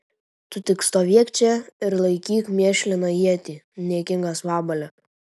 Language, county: Lithuanian, Tauragė